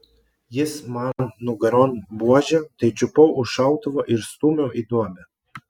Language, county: Lithuanian, Klaipėda